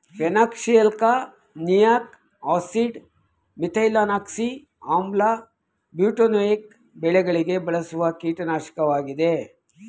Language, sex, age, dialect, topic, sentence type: Kannada, male, 51-55, Mysore Kannada, agriculture, statement